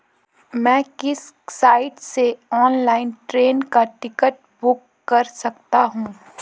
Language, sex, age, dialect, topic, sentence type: Hindi, female, 18-24, Marwari Dhudhari, banking, question